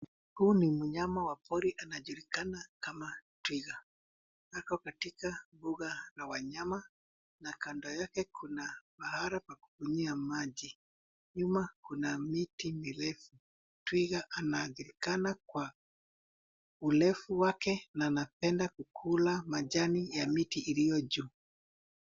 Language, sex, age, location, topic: Swahili, male, 50+, Nairobi, government